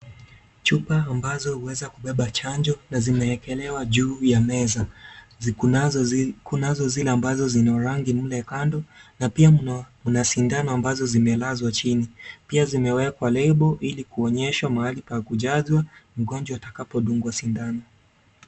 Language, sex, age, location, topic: Swahili, male, 18-24, Kisii, health